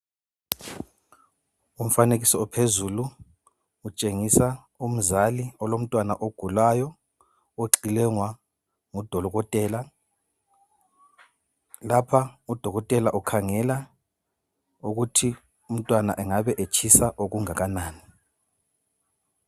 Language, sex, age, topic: North Ndebele, male, 25-35, health